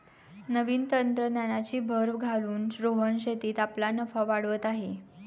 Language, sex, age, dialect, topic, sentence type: Marathi, female, 18-24, Standard Marathi, agriculture, statement